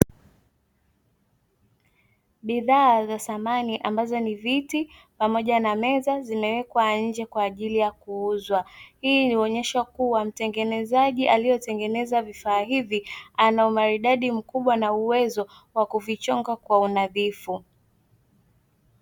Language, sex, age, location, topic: Swahili, female, 25-35, Dar es Salaam, finance